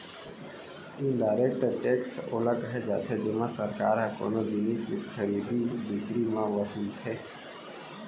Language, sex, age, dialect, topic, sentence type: Chhattisgarhi, male, 18-24, Central, banking, statement